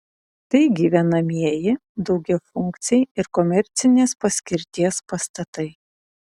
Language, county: Lithuanian, Utena